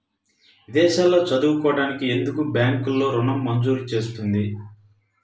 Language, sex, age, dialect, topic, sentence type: Telugu, male, 31-35, Central/Coastal, banking, question